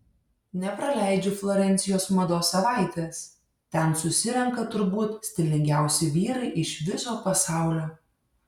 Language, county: Lithuanian, Šiauliai